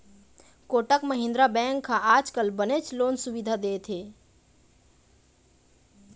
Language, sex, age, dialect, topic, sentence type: Chhattisgarhi, female, 18-24, Eastern, banking, statement